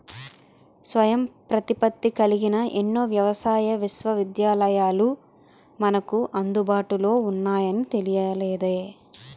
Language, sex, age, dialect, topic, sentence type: Telugu, female, 25-30, Utterandhra, agriculture, statement